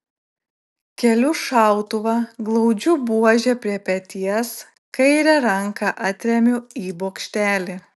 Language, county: Lithuanian, Klaipėda